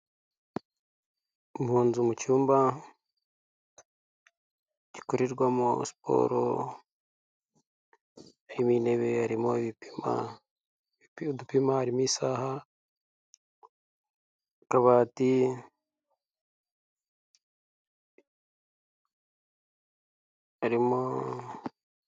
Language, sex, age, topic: Kinyarwanda, male, 18-24, health